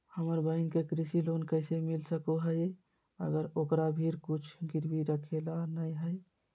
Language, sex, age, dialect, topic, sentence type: Magahi, male, 36-40, Southern, agriculture, statement